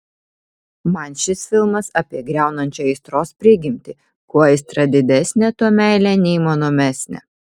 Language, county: Lithuanian, Vilnius